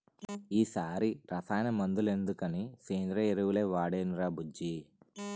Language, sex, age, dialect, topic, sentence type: Telugu, male, 31-35, Utterandhra, agriculture, statement